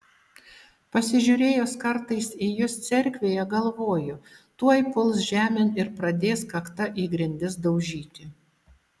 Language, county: Lithuanian, Utena